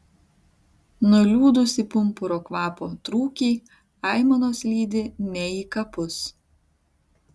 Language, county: Lithuanian, Tauragė